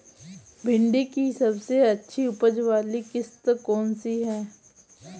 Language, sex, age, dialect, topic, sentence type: Hindi, female, 60-100, Awadhi Bundeli, agriculture, question